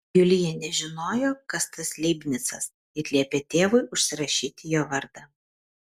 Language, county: Lithuanian, Kaunas